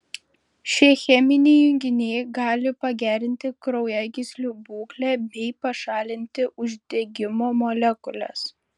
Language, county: Lithuanian, Šiauliai